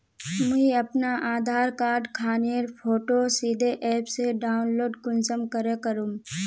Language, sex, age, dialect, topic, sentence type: Magahi, female, 18-24, Northeastern/Surjapuri, banking, question